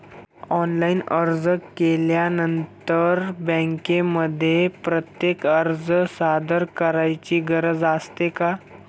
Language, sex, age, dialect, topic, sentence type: Marathi, male, 18-24, Standard Marathi, banking, question